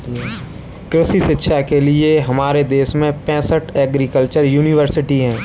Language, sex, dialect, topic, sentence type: Hindi, male, Kanauji Braj Bhasha, agriculture, statement